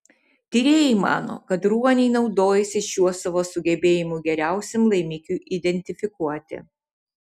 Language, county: Lithuanian, Šiauliai